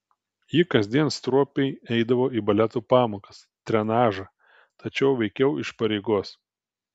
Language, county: Lithuanian, Telšiai